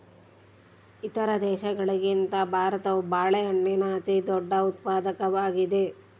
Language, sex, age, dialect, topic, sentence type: Kannada, female, 36-40, Central, agriculture, statement